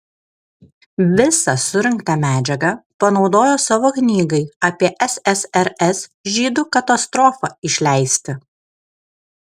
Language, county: Lithuanian, Kaunas